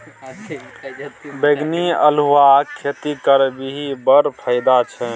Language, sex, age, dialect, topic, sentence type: Maithili, male, 31-35, Bajjika, agriculture, statement